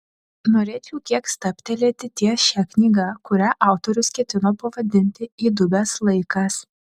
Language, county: Lithuanian, Šiauliai